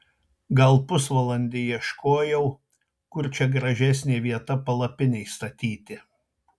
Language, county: Lithuanian, Tauragė